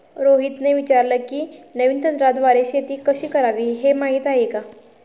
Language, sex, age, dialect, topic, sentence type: Marathi, female, 18-24, Standard Marathi, agriculture, statement